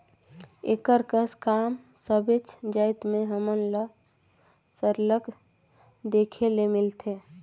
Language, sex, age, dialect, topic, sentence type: Chhattisgarhi, female, 25-30, Northern/Bhandar, agriculture, statement